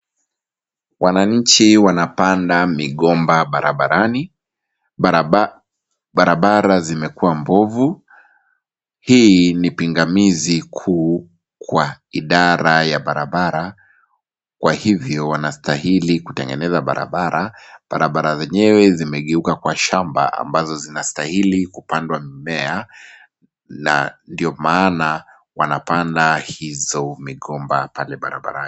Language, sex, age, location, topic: Swahili, male, 25-35, Kisumu, agriculture